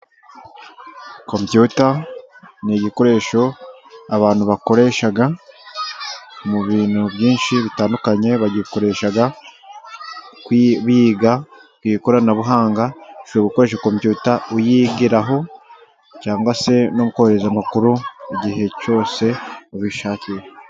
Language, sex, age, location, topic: Kinyarwanda, male, 36-49, Musanze, government